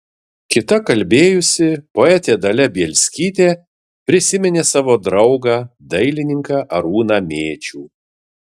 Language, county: Lithuanian, Vilnius